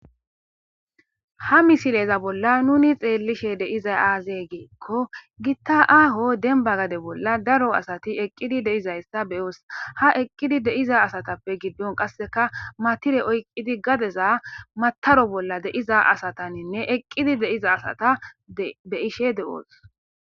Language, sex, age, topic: Gamo, female, 18-24, agriculture